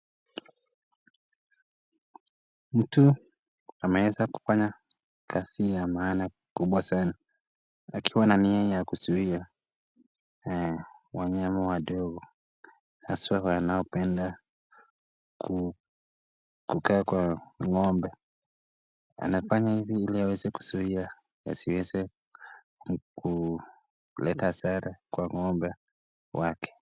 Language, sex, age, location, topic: Swahili, male, 18-24, Nakuru, agriculture